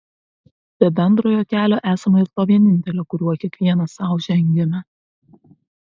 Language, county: Lithuanian, Vilnius